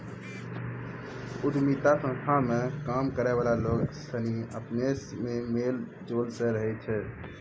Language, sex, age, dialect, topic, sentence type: Maithili, male, 18-24, Angika, banking, statement